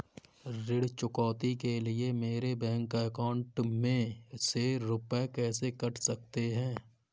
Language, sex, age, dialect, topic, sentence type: Hindi, male, 25-30, Kanauji Braj Bhasha, banking, question